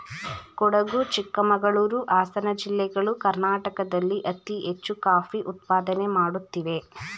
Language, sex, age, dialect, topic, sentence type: Kannada, female, 18-24, Mysore Kannada, agriculture, statement